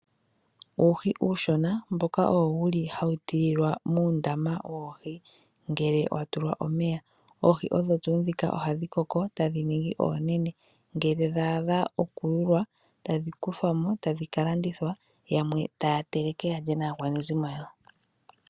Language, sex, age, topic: Oshiwambo, female, 25-35, agriculture